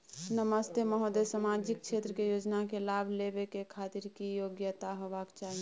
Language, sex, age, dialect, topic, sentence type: Maithili, female, 18-24, Bajjika, banking, question